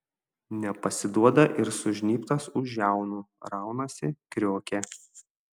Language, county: Lithuanian, Šiauliai